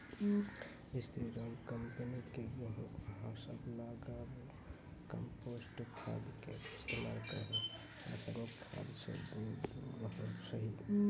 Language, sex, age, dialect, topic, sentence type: Maithili, male, 18-24, Angika, agriculture, question